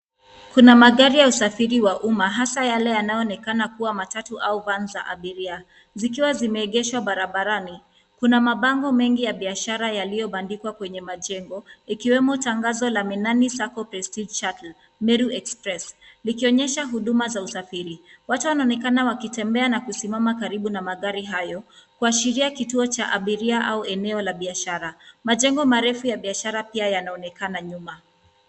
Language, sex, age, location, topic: Swahili, female, 25-35, Nairobi, government